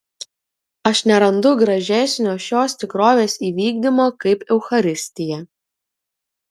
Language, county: Lithuanian, Kaunas